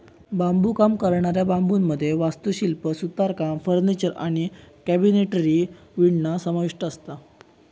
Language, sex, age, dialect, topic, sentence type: Marathi, male, 18-24, Southern Konkan, agriculture, statement